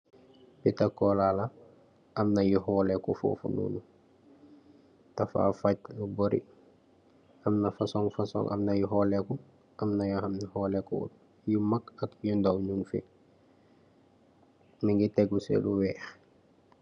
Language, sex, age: Wolof, male, 18-24